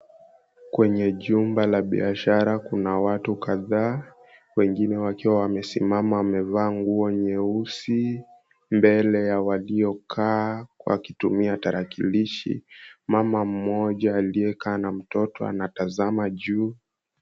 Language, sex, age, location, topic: Swahili, male, 18-24, Mombasa, government